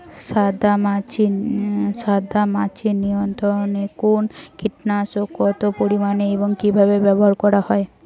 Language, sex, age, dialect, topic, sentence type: Bengali, female, 18-24, Rajbangshi, agriculture, question